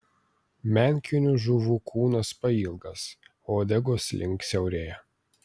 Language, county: Lithuanian, Vilnius